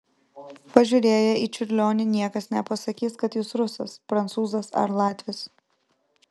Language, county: Lithuanian, Vilnius